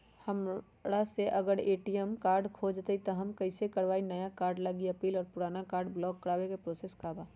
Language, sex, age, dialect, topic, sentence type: Magahi, female, 36-40, Western, banking, question